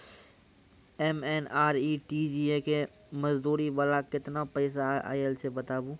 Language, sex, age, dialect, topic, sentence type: Maithili, male, 46-50, Angika, banking, question